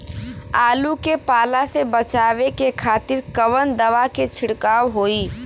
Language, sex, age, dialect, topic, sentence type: Bhojpuri, female, 18-24, Western, agriculture, question